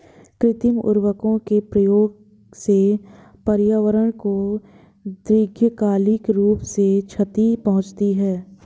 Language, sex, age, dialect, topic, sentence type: Hindi, female, 18-24, Marwari Dhudhari, agriculture, statement